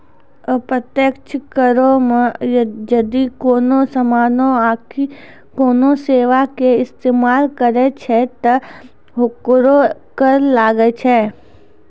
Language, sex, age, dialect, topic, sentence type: Maithili, female, 25-30, Angika, banking, statement